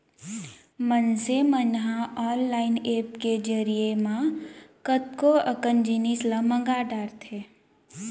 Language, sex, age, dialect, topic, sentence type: Chhattisgarhi, female, 25-30, Central, banking, statement